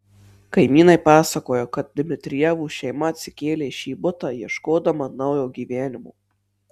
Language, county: Lithuanian, Marijampolė